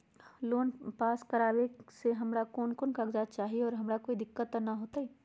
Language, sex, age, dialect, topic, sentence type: Magahi, female, 31-35, Western, banking, question